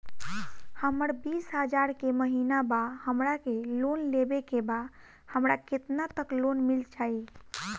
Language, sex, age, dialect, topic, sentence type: Bhojpuri, female, 18-24, Northern, banking, question